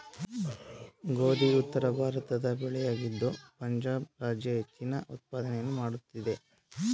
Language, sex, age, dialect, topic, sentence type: Kannada, male, 25-30, Mysore Kannada, agriculture, statement